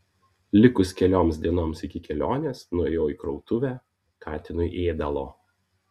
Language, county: Lithuanian, Vilnius